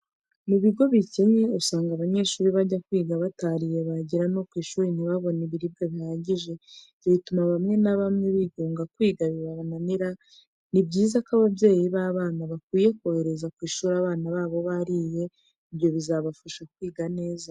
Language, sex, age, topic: Kinyarwanda, female, 25-35, education